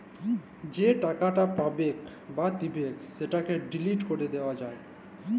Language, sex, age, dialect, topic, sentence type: Bengali, male, 25-30, Jharkhandi, banking, statement